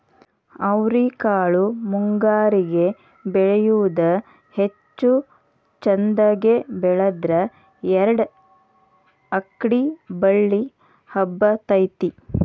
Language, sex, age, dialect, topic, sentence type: Kannada, female, 31-35, Dharwad Kannada, agriculture, statement